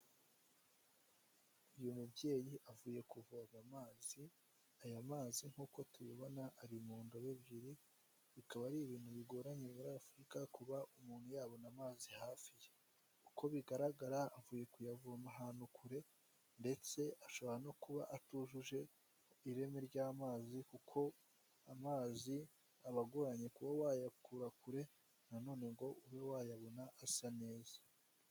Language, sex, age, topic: Kinyarwanda, male, 18-24, health